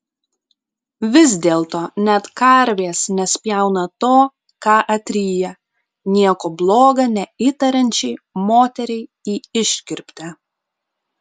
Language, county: Lithuanian, Klaipėda